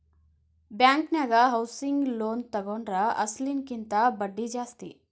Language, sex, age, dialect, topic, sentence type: Kannada, female, 25-30, Dharwad Kannada, banking, statement